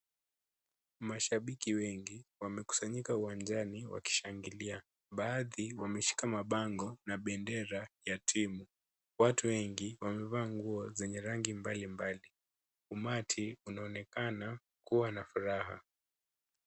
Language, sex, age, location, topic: Swahili, male, 18-24, Kisumu, government